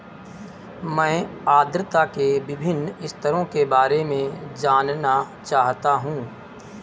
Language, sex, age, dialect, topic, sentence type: Hindi, male, 36-40, Kanauji Braj Bhasha, agriculture, statement